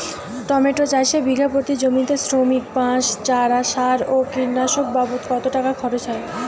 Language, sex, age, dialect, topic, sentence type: Bengali, female, 18-24, Rajbangshi, agriculture, question